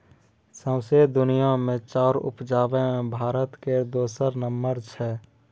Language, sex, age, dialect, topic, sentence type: Maithili, male, 18-24, Bajjika, agriculture, statement